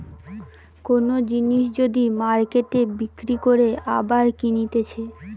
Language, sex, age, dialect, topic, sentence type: Bengali, female, 18-24, Western, banking, statement